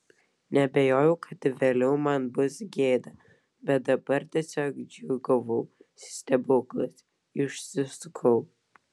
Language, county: Lithuanian, Vilnius